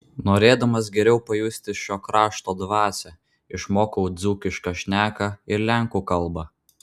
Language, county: Lithuanian, Vilnius